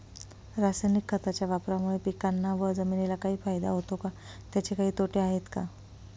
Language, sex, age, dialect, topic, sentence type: Marathi, female, 25-30, Northern Konkan, agriculture, question